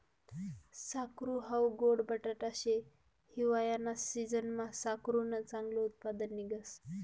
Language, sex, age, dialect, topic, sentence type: Marathi, female, 25-30, Northern Konkan, agriculture, statement